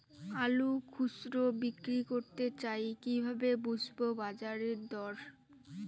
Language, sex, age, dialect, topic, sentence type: Bengali, female, 18-24, Rajbangshi, agriculture, question